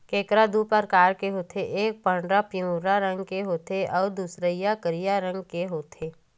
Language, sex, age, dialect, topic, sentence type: Chhattisgarhi, female, 31-35, Western/Budati/Khatahi, agriculture, statement